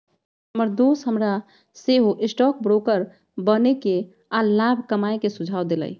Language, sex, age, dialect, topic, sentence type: Magahi, female, 36-40, Western, banking, statement